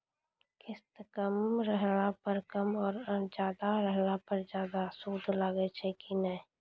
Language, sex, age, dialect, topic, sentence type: Maithili, female, 25-30, Angika, banking, question